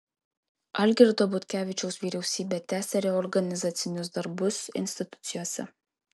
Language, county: Lithuanian, Kaunas